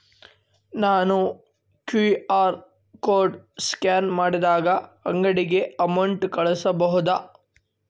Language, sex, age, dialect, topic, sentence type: Kannada, male, 18-24, Central, banking, question